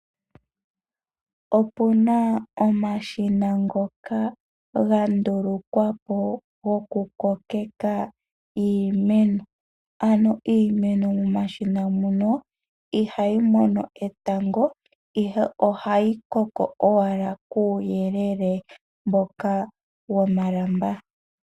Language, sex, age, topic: Oshiwambo, female, 18-24, agriculture